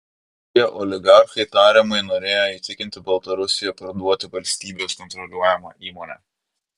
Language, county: Lithuanian, Vilnius